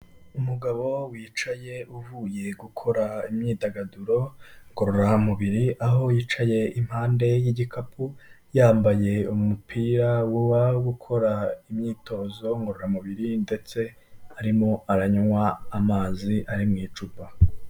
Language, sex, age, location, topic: Kinyarwanda, male, 18-24, Kigali, health